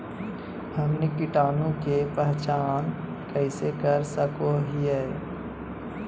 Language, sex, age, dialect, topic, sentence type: Magahi, male, 31-35, Southern, agriculture, statement